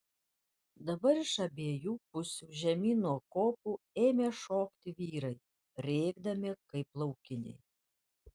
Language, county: Lithuanian, Panevėžys